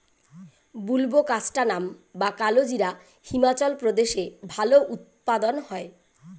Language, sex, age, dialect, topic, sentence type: Bengali, female, 41-45, Rajbangshi, agriculture, question